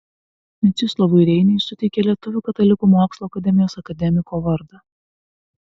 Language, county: Lithuanian, Vilnius